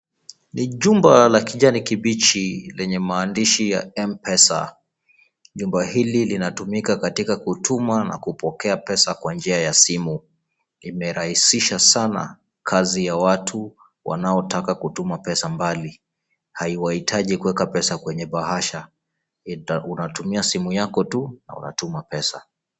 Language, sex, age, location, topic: Swahili, male, 36-49, Kisumu, finance